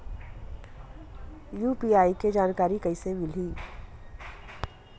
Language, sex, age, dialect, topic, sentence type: Chhattisgarhi, female, 41-45, Western/Budati/Khatahi, banking, question